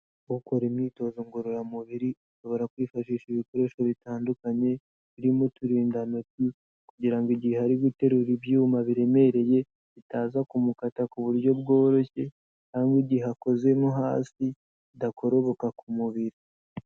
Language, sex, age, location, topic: Kinyarwanda, male, 18-24, Kigali, health